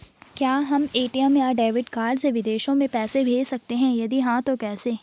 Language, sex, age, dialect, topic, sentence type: Hindi, female, 18-24, Garhwali, banking, question